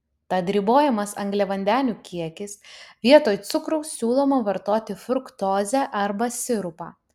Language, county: Lithuanian, Utena